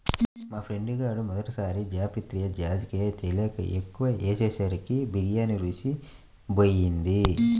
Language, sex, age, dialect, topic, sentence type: Telugu, male, 25-30, Central/Coastal, agriculture, statement